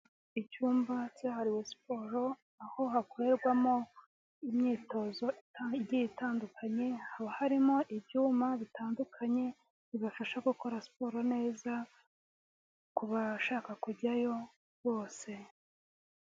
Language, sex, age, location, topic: Kinyarwanda, female, 18-24, Huye, health